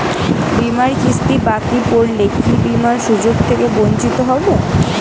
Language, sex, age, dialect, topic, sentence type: Bengali, female, 18-24, Western, banking, question